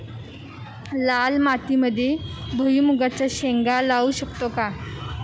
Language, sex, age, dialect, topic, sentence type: Marathi, female, 18-24, Standard Marathi, agriculture, question